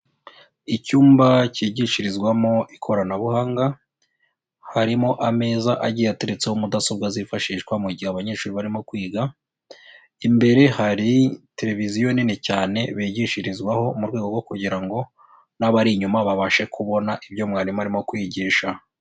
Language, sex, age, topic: Kinyarwanda, male, 25-35, education